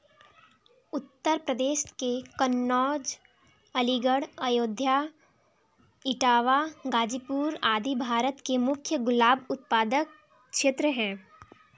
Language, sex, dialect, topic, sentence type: Hindi, female, Kanauji Braj Bhasha, agriculture, statement